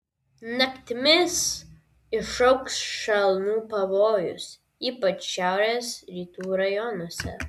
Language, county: Lithuanian, Vilnius